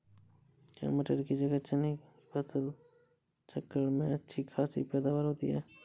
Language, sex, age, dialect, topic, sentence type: Hindi, male, 18-24, Awadhi Bundeli, agriculture, question